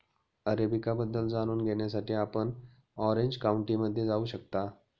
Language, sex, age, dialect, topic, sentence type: Marathi, male, 31-35, Standard Marathi, agriculture, statement